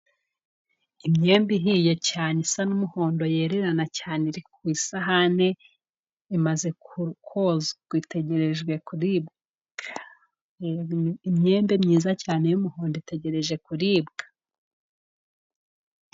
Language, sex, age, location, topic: Kinyarwanda, female, 18-24, Musanze, finance